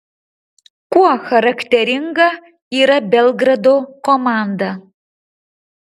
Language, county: Lithuanian, Marijampolė